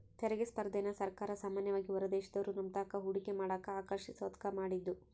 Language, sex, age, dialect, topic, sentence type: Kannada, female, 18-24, Central, banking, statement